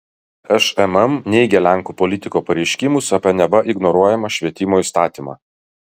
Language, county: Lithuanian, Kaunas